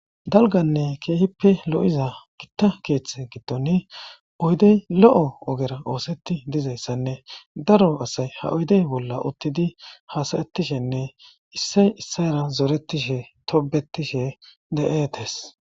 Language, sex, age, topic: Gamo, male, 25-35, government